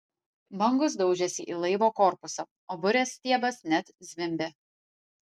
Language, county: Lithuanian, Vilnius